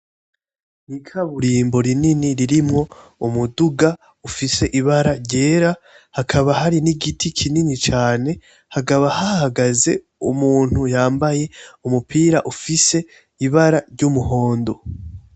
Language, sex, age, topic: Rundi, male, 18-24, agriculture